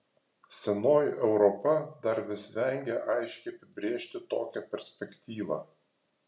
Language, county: Lithuanian, Alytus